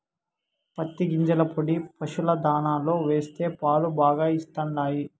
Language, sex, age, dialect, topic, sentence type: Telugu, male, 18-24, Southern, agriculture, statement